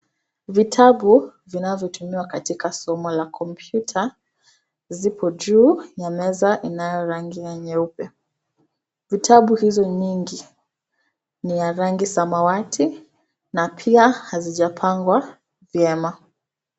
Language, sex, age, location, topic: Swahili, female, 25-35, Nakuru, education